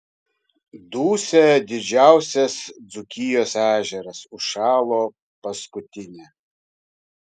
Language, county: Lithuanian, Kaunas